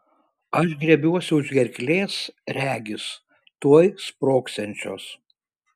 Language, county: Lithuanian, Šiauliai